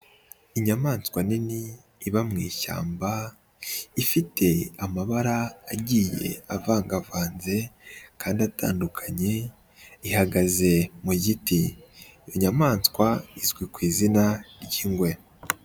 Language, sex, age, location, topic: Kinyarwanda, male, 25-35, Nyagatare, agriculture